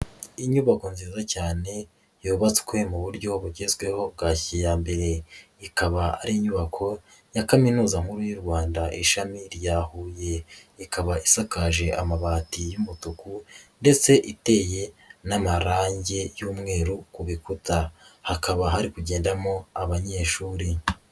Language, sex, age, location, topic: Kinyarwanda, female, 18-24, Huye, education